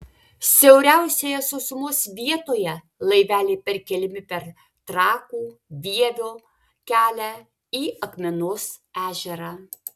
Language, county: Lithuanian, Vilnius